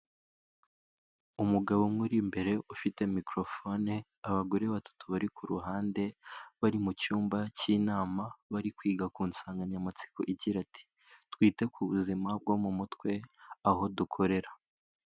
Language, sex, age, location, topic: Kinyarwanda, male, 18-24, Kigali, health